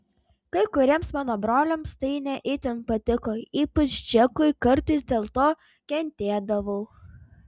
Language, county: Lithuanian, Vilnius